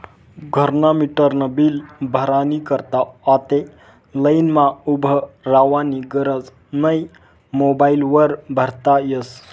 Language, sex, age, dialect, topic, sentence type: Marathi, male, 25-30, Northern Konkan, banking, statement